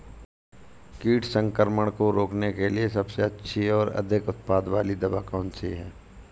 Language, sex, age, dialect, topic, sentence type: Hindi, male, 25-30, Awadhi Bundeli, agriculture, question